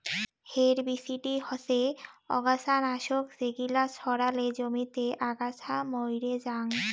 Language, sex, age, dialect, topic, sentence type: Bengali, female, 18-24, Rajbangshi, agriculture, statement